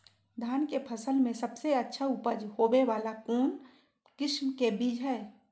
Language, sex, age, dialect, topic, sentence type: Magahi, female, 41-45, Southern, agriculture, question